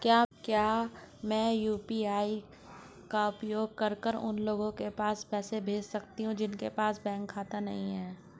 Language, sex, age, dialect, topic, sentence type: Hindi, male, 46-50, Hindustani Malvi Khadi Boli, banking, question